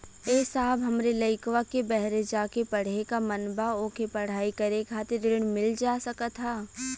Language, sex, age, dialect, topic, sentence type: Bhojpuri, female, <18, Western, banking, question